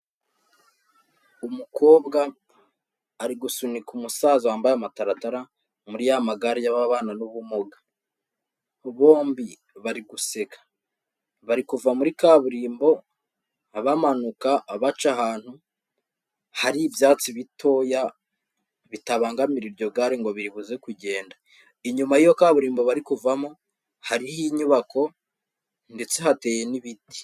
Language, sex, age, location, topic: Kinyarwanda, male, 25-35, Kigali, health